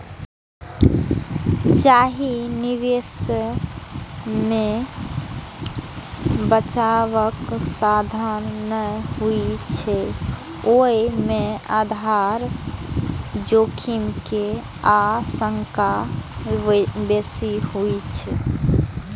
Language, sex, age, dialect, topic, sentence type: Maithili, female, 18-24, Eastern / Thethi, banking, statement